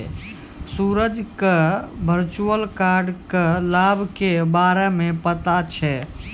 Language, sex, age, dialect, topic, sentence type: Maithili, male, 51-55, Angika, banking, statement